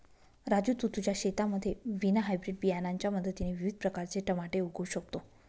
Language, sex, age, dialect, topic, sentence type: Marathi, female, 46-50, Northern Konkan, agriculture, statement